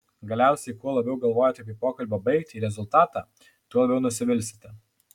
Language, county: Lithuanian, Alytus